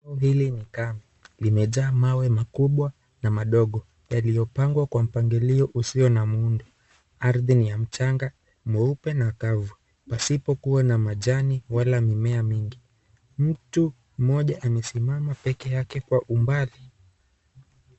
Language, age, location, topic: Swahili, 18-24, Kisii, health